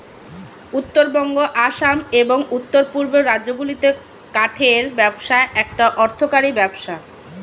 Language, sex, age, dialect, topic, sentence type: Bengali, female, 25-30, Standard Colloquial, agriculture, statement